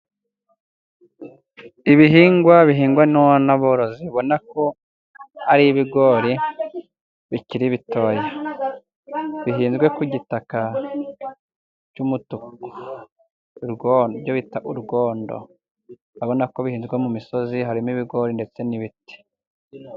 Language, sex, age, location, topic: Kinyarwanda, male, 18-24, Musanze, agriculture